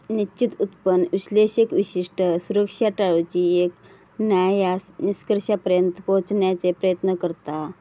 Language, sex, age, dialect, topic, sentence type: Marathi, female, 31-35, Southern Konkan, banking, statement